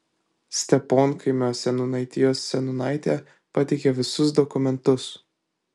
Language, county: Lithuanian, Kaunas